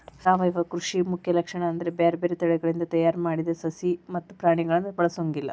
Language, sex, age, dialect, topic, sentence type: Kannada, female, 36-40, Dharwad Kannada, agriculture, statement